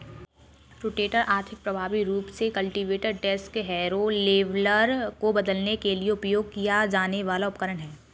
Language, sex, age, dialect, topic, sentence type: Hindi, female, 18-24, Kanauji Braj Bhasha, agriculture, statement